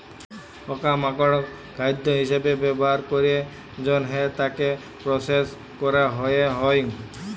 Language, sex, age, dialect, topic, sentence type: Bengali, male, 18-24, Jharkhandi, agriculture, statement